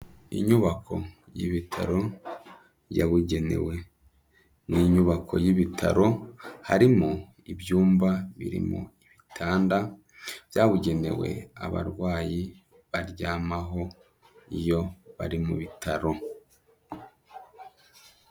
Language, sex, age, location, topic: Kinyarwanda, male, 25-35, Kigali, health